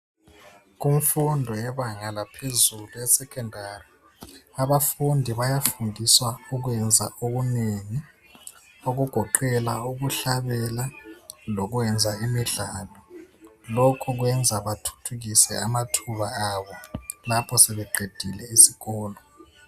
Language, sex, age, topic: North Ndebele, male, 25-35, education